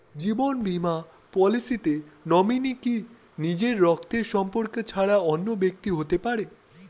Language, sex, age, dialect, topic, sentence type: Bengali, male, 31-35, Standard Colloquial, banking, question